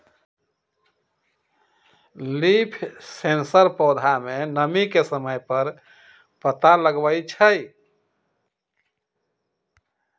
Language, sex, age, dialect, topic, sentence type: Magahi, male, 56-60, Western, agriculture, statement